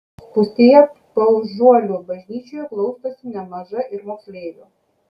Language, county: Lithuanian, Kaunas